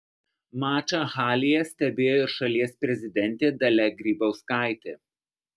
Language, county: Lithuanian, Alytus